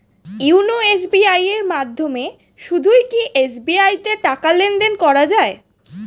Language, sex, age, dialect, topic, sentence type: Bengali, female, 18-24, Standard Colloquial, banking, question